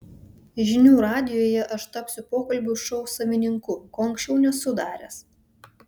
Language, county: Lithuanian, Vilnius